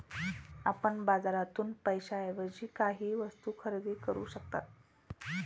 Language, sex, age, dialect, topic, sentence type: Marathi, male, 36-40, Standard Marathi, banking, statement